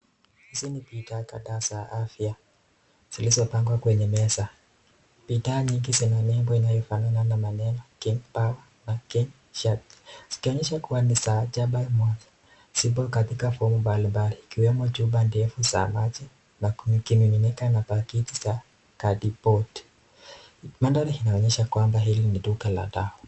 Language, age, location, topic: Swahili, 36-49, Nakuru, health